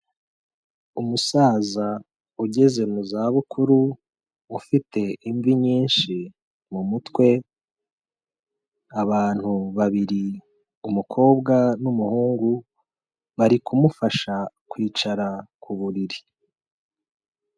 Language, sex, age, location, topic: Kinyarwanda, male, 25-35, Kigali, health